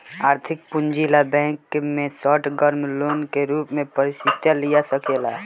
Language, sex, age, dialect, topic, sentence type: Bhojpuri, female, 51-55, Southern / Standard, banking, statement